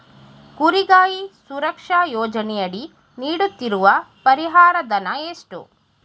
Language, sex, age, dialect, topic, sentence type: Kannada, female, 31-35, Mysore Kannada, agriculture, question